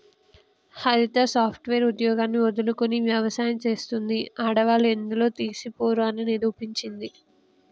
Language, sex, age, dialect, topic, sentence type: Telugu, female, 25-30, Telangana, agriculture, statement